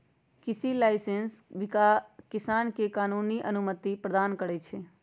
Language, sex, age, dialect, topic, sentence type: Magahi, female, 56-60, Western, agriculture, statement